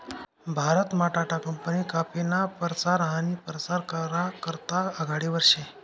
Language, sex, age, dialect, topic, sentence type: Marathi, male, 25-30, Northern Konkan, agriculture, statement